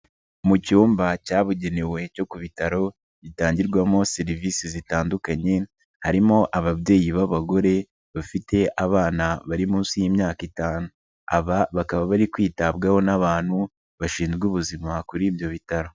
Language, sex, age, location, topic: Kinyarwanda, male, 25-35, Nyagatare, health